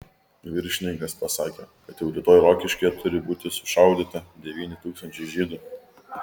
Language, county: Lithuanian, Kaunas